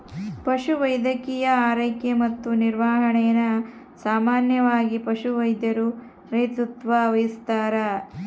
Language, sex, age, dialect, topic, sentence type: Kannada, female, 36-40, Central, agriculture, statement